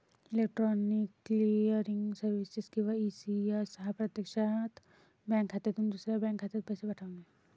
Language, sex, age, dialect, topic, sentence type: Marathi, female, 25-30, Varhadi, banking, statement